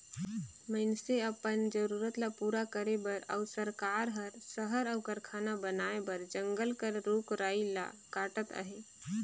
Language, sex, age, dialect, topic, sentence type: Chhattisgarhi, female, 25-30, Northern/Bhandar, agriculture, statement